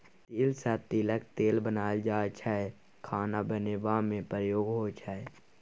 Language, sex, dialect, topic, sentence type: Maithili, male, Bajjika, agriculture, statement